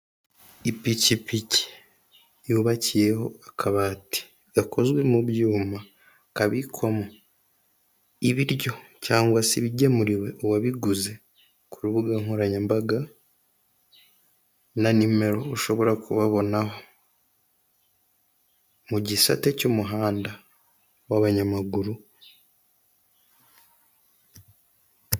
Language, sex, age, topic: Kinyarwanda, male, 18-24, finance